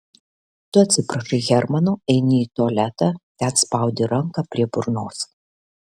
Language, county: Lithuanian, Alytus